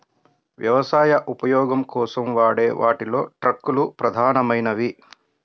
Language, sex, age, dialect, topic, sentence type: Telugu, male, 56-60, Central/Coastal, agriculture, statement